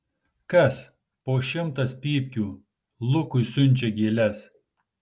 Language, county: Lithuanian, Marijampolė